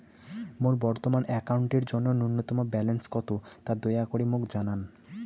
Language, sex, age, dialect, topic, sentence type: Bengali, male, 18-24, Rajbangshi, banking, statement